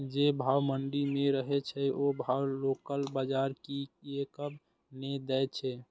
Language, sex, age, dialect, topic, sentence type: Maithili, male, 18-24, Eastern / Thethi, agriculture, question